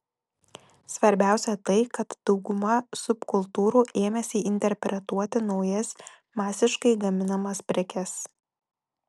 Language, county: Lithuanian, Telšiai